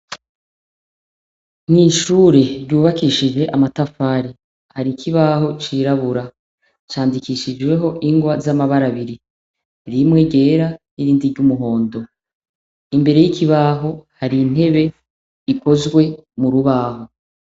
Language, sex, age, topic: Rundi, female, 36-49, education